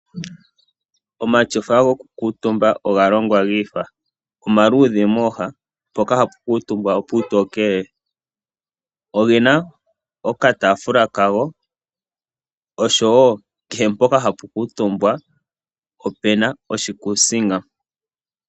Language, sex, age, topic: Oshiwambo, male, 25-35, finance